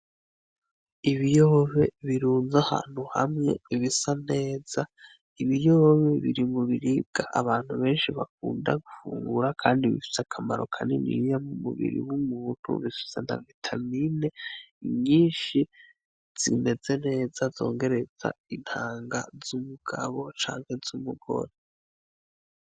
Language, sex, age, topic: Rundi, male, 18-24, agriculture